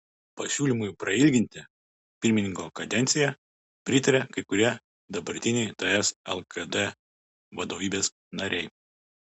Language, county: Lithuanian, Utena